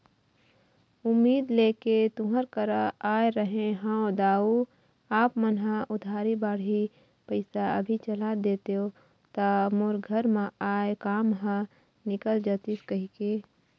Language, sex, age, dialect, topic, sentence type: Chhattisgarhi, female, 25-30, Eastern, banking, statement